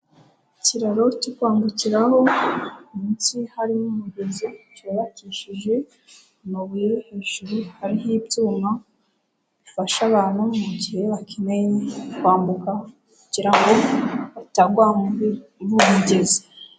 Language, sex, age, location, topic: Kinyarwanda, female, 18-24, Nyagatare, government